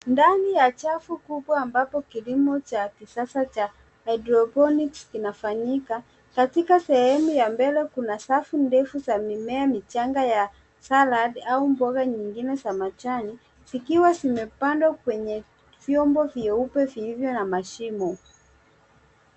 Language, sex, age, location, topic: Swahili, female, 36-49, Nairobi, agriculture